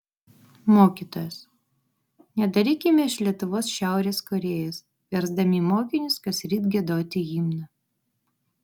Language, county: Lithuanian, Vilnius